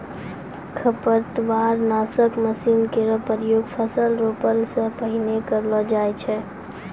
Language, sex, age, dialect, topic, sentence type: Maithili, female, 18-24, Angika, agriculture, statement